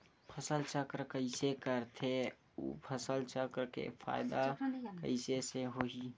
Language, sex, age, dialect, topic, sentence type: Chhattisgarhi, male, 60-100, Western/Budati/Khatahi, agriculture, question